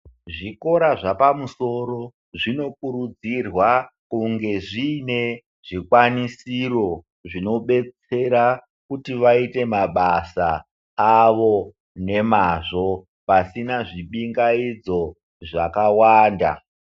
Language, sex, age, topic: Ndau, male, 36-49, education